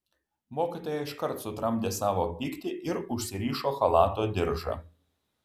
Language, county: Lithuanian, Vilnius